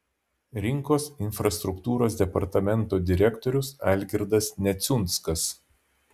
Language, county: Lithuanian, Vilnius